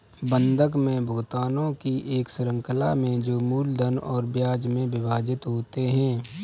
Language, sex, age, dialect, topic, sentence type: Hindi, male, 25-30, Kanauji Braj Bhasha, banking, statement